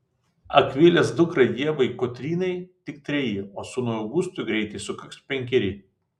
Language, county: Lithuanian, Vilnius